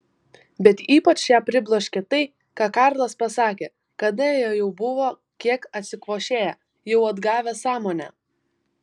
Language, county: Lithuanian, Vilnius